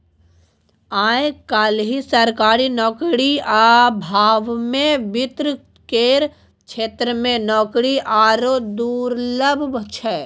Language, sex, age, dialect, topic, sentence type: Maithili, male, 18-24, Bajjika, banking, statement